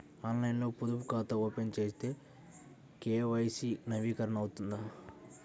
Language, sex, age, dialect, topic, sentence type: Telugu, male, 60-100, Central/Coastal, banking, question